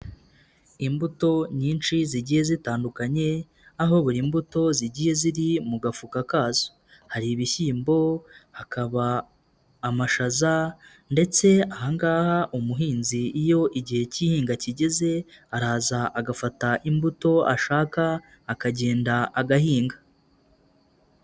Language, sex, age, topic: Kinyarwanda, male, 25-35, agriculture